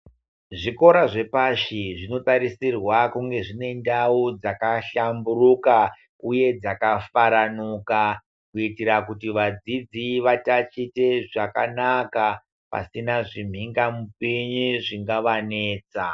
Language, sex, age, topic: Ndau, female, 50+, education